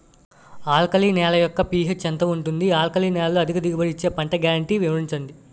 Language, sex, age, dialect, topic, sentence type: Telugu, male, 18-24, Utterandhra, agriculture, question